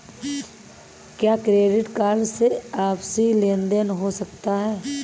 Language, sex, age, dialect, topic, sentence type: Hindi, female, 31-35, Marwari Dhudhari, banking, question